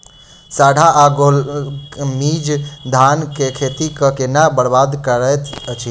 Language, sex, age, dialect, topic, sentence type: Maithili, male, 18-24, Southern/Standard, agriculture, question